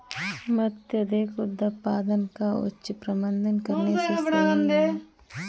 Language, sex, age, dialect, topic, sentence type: Hindi, female, 25-30, Kanauji Braj Bhasha, agriculture, statement